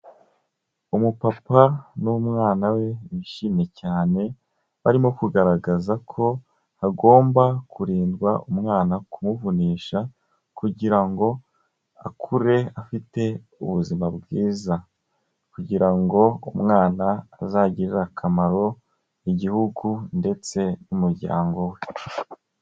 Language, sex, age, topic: Kinyarwanda, male, 25-35, health